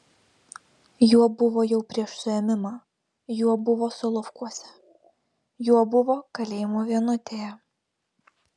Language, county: Lithuanian, Vilnius